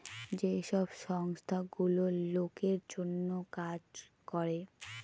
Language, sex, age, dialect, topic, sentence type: Bengali, female, 18-24, Northern/Varendri, banking, statement